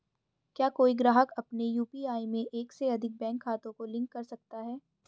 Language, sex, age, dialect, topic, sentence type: Hindi, female, 25-30, Hindustani Malvi Khadi Boli, banking, question